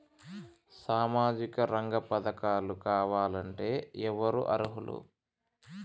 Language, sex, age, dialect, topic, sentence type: Telugu, male, 25-30, Telangana, banking, question